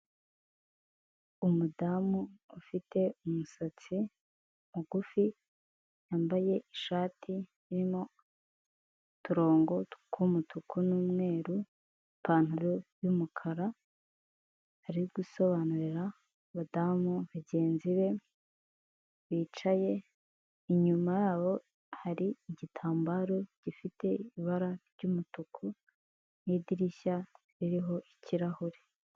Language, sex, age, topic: Kinyarwanda, female, 18-24, finance